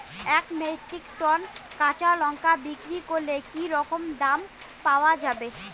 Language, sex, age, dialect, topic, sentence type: Bengali, female, 25-30, Rajbangshi, agriculture, question